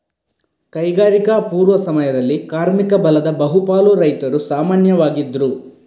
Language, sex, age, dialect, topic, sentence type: Kannada, male, 41-45, Coastal/Dakshin, agriculture, statement